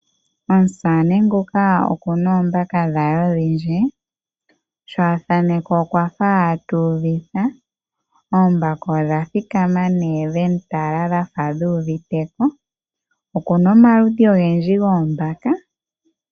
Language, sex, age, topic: Oshiwambo, female, 18-24, agriculture